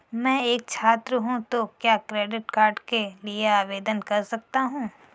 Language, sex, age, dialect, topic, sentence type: Hindi, female, 41-45, Kanauji Braj Bhasha, banking, question